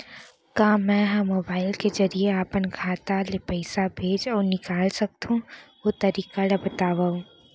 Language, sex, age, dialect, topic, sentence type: Chhattisgarhi, female, 18-24, Central, banking, question